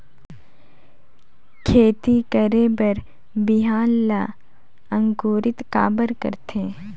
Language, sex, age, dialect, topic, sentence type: Chhattisgarhi, female, 18-24, Northern/Bhandar, agriculture, question